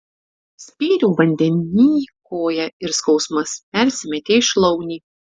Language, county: Lithuanian, Šiauliai